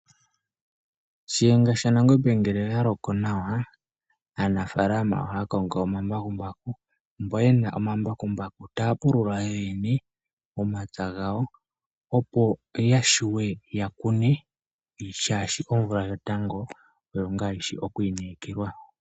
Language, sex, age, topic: Oshiwambo, male, 25-35, agriculture